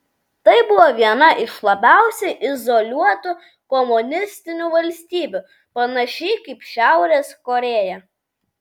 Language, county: Lithuanian, Vilnius